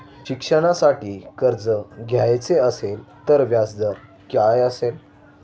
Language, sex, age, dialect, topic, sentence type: Marathi, male, 18-24, Standard Marathi, banking, question